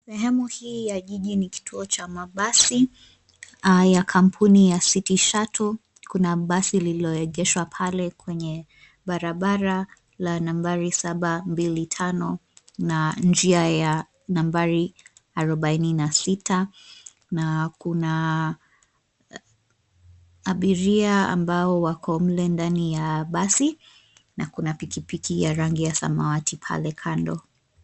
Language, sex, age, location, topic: Swahili, female, 25-35, Nairobi, government